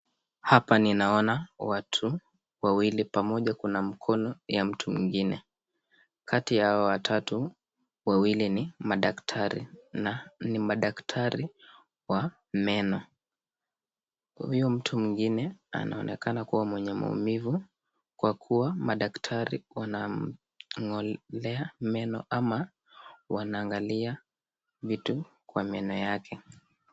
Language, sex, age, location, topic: Swahili, male, 18-24, Nakuru, health